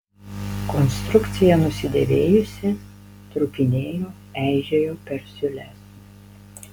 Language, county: Lithuanian, Panevėžys